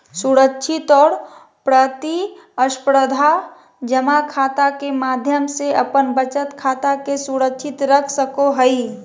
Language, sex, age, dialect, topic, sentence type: Magahi, male, 31-35, Southern, banking, statement